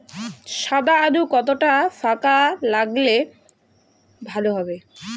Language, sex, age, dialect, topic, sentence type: Bengali, female, 18-24, Rajbangshi, agriculture, question